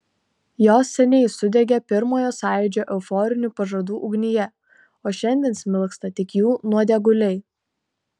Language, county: Lithuanian, Tauragė